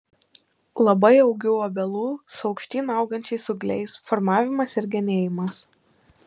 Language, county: Lithuanian, Panevėžys